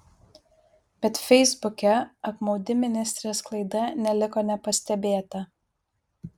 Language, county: Lithuanian, Vilnius